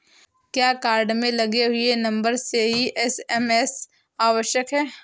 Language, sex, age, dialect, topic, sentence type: Hindi, female, 18-24, Awadhi Bundeli, banking, question